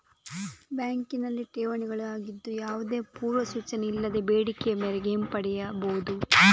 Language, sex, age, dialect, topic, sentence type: Kannada, female, 31-35, Coastal/Dakshin, banking, statement